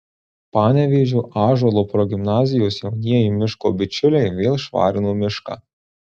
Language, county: Lithuanian, Marijampolė